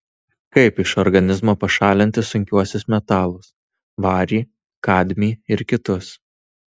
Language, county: Lithuanian, Tauragė